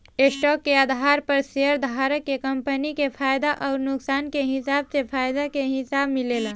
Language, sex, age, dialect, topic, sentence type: Bhojpuri, female, 18-24, Southern / Standard, banking, statement